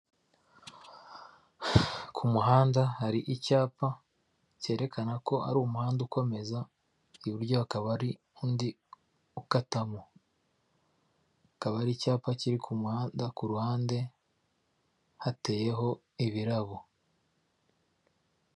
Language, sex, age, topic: Kinyarwanda, male, 36-49, government